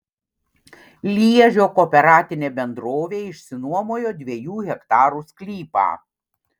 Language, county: Lithuanian, Panevėžys